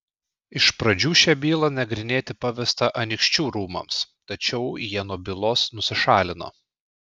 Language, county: Lithuanian, Klaipėda